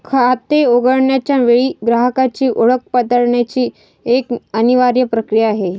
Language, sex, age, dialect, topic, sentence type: Marathi, female, 25-30, Varhadi, banking, statement